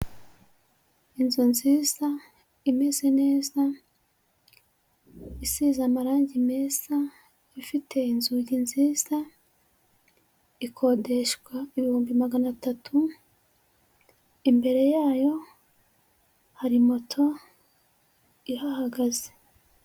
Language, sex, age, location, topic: Kinyarwanda, female, 25-35, Huye, finance